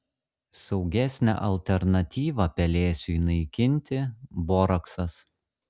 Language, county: Lithuanian, Šiauliai